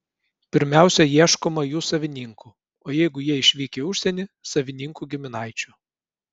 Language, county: Lithuanian, Kaunas